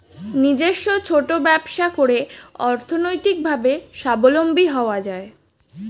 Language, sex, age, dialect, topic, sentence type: Bengali, female, 18-24, Standard Colloquial, banking, statement